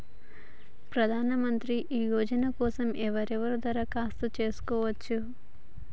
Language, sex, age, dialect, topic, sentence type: Telugu, female, 25-30, Telangana, banking, question